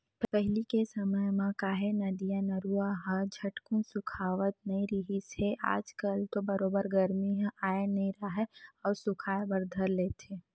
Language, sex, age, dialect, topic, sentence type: Chhattisgarhi, female, 18-24, Western/Budati/Khatahi, agriculture, statement